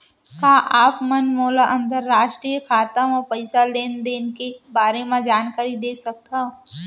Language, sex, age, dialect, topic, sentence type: Chhattisgarhi, female, 18-24, Central, banking, question